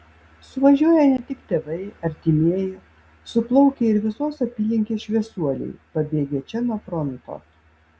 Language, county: Lithuanian, Vilnius